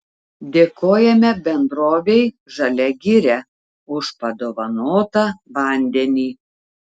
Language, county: Lithuanian, Telšiai